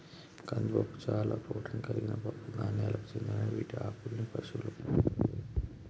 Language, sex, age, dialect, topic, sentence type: Telugu, male, 31-35, Telangana, agriculture, statement